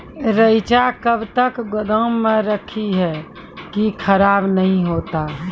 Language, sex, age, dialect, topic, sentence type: Maithili, female, 18-24, Angika, agriculture, question